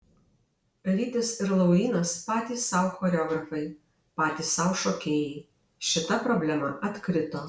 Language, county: Lithuanian, Alytus